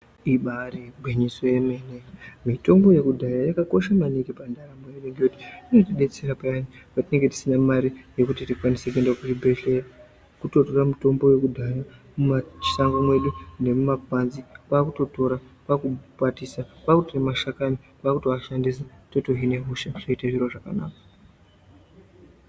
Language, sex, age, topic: Ndau, female, 18-24, health